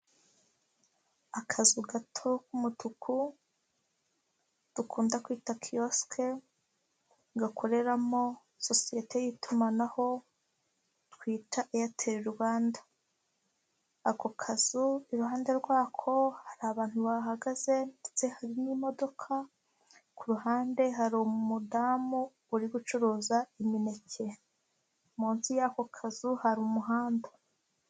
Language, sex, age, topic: Kinyarwanda, female, 25-35, finance